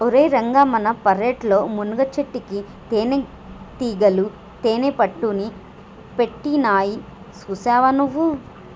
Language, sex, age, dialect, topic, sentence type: Telugu, female, 18-24, Telangana, agriculture, statement